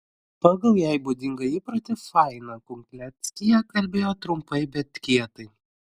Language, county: Lithuanian, Klaipėda